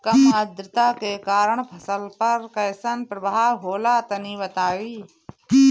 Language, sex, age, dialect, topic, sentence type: Bhojpuri, female, 25-30, Northern, agriculture, question